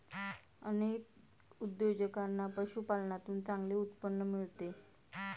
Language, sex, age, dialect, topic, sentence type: Marathi, female, 31-35, Standard Marathi, agriculture, statement